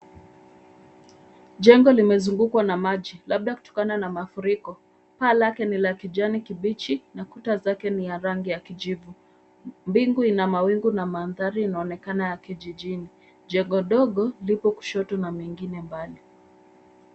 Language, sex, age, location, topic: Swahili, female, 25-35, Nairobi, health